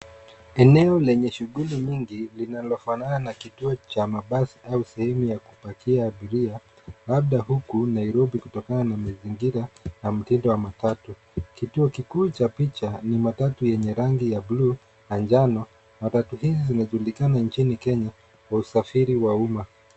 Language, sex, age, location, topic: Swahili, male, 25-35, Nairobi, government